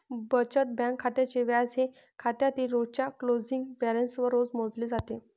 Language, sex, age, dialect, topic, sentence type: Marathi, female, 25-30, Varhadi, banking, statement